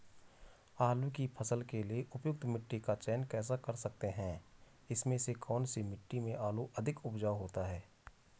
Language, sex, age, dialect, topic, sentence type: Hindi, male, 41-45, Garhwali, agriculture, question